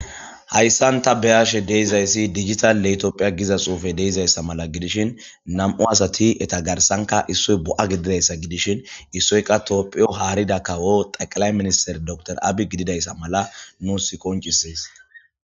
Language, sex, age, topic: Gamo, male, 18-24, government